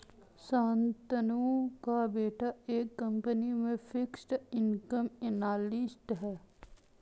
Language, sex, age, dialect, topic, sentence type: Hindi, female, 18-24, Marwari Dhudhari, banking, statement